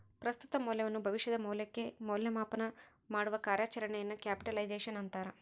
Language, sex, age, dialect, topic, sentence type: Kannada, female, 18-24, Central, banking, statement